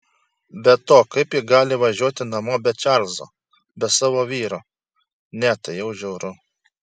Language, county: Lithuanian, Šiauliai